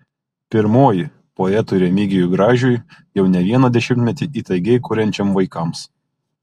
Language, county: Lithuanian, Kaunas